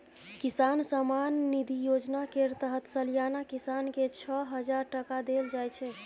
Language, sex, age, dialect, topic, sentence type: Maithili, female, 25-30, Bajjika, agriculture, statement